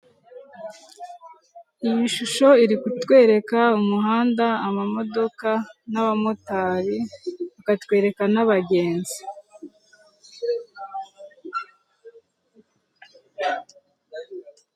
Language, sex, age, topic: Kinyarwanda, female, 18-24, government